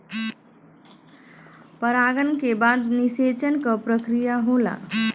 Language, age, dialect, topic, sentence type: Bhojpuri, 31-35, Western, agriculture, statement